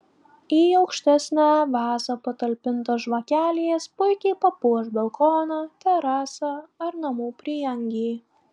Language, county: Lithuanian, Klaipėda